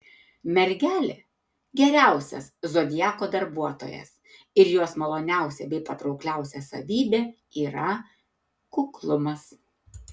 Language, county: Lithuanian, Tauragė